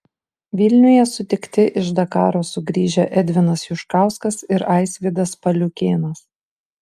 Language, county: Lithuanian, Utena